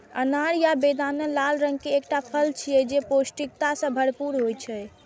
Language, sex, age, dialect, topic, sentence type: Maithili, female, 31-35, Eastern / Thethi, agriculture, statement